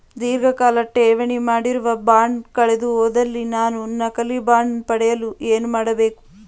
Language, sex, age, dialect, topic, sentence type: Kannada, female, 18-24, Mysore Kannada, banking, question